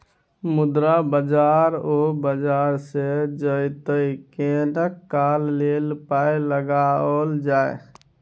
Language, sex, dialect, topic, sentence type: Maithili, male, Bajjika, banking, statement